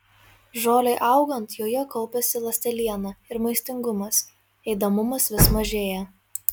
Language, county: Lithuanian, Marijampolė